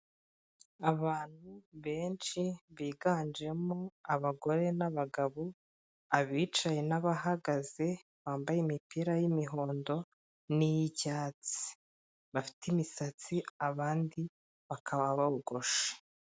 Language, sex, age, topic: Kinyarwanda, female, 25-35, government